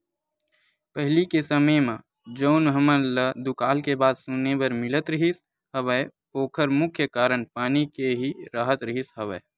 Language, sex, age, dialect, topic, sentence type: Chhattisgarhi, male, 18-24, Western/Budati/Khatahi, agriculture, statement